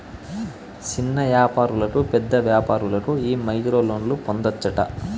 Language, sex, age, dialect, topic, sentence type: Telugu, male, 18-24, Southern, banking, statement